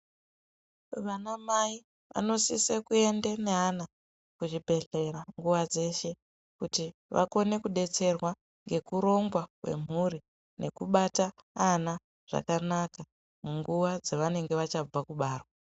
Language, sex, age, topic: Ndau, female, 25-35, health